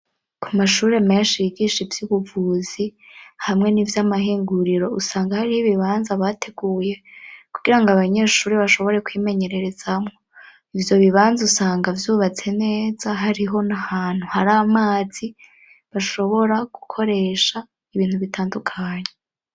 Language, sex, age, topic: Rundi, male, 18-24, education